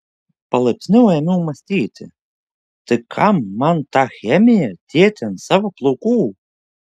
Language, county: Lithuanian, Šiauliai